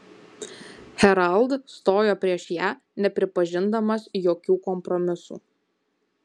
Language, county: Lithuanian, Kaunas